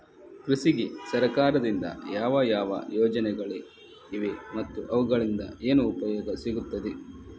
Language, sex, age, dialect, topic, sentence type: Kannada, male, 31-35, Coastal/Dakshin, agriculture, question